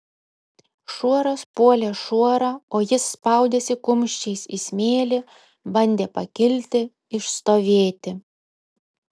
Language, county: Lithuanian, Kaunas